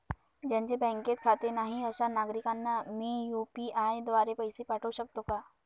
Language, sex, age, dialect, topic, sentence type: Marathi, male, 31-35, Northern Konkan, banking, question